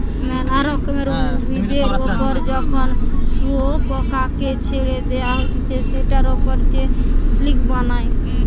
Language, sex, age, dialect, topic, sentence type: Bengali, female, 18-24, Western, agriculture, statement